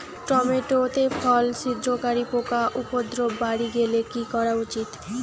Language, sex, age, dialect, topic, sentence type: Bengali, female, 18-24, Rajbangshi, agriculture, question